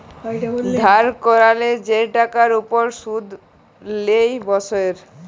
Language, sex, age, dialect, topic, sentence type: Bengali, male, 18-24, Jharkhandi, banking, statement